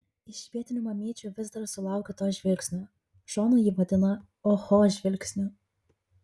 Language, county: Lithuanian, Kaunas